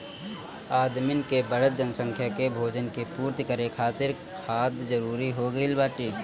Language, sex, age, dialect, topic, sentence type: Bhojpuri, male, 18-24, Northern, agriculture, statement